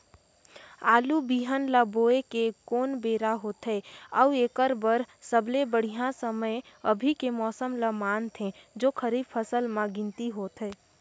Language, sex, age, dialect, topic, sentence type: Chhattisgarhi, female, 18-24, Northern/Bhandar, agriculture, question